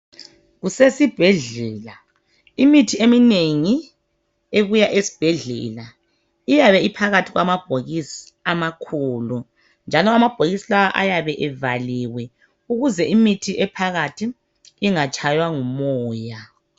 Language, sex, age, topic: North Ndebele, male, 25-35, health